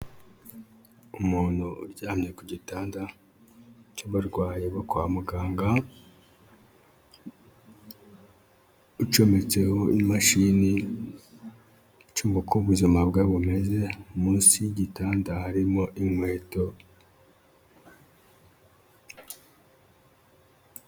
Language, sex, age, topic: Kinyarwanda, male, 25-35, health